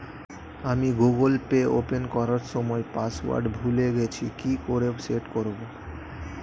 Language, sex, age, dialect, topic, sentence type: Bengali, male, 25-30, Standard Colloquial, banking, question